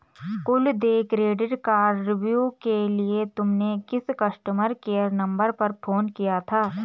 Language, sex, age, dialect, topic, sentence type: Hindi, female, 25-30, Garhwali, banking, statement